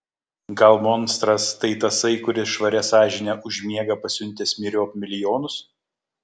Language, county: Lithuanian, Kaunas